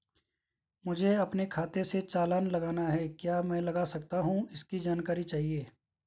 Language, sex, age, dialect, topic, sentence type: Hindi, male, 25-30, Garhwali, banking, question